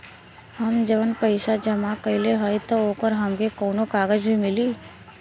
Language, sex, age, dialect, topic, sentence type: Bhojpuri, female, 18-24, Western, banking, question